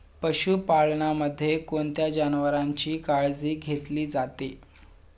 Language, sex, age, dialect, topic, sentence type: Marathi, male, 18-24, Standard Marathi, agriculture, question